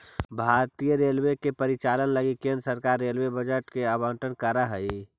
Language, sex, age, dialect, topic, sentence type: Magahi, male, 51-55, Central/Standard, banking, statement